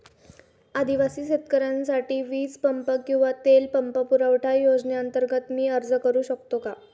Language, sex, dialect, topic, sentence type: Marathi, female, Standard Marathi, agriculture, question